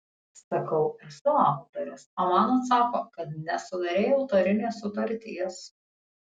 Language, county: Lithuanian, Tauragė